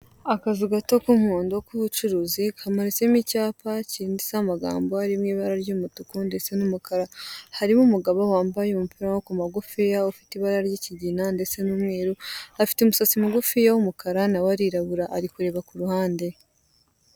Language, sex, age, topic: Kinyarwanda, female, 18-24, finance